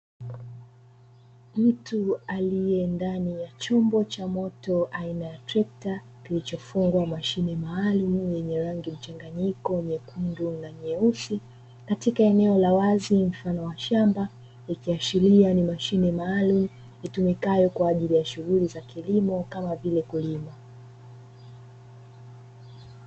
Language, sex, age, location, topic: Swahili, female, 25-35, Dar es Salaam, agriculture